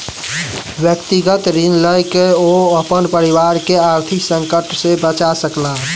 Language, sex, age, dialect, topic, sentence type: Maithili, male, 18-24, Southern/Standard, banking, statement